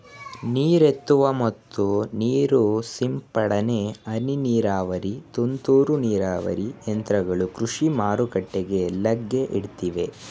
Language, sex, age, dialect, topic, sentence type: Kannada, male, 18-24, Mysore Kannada, agriculture, statement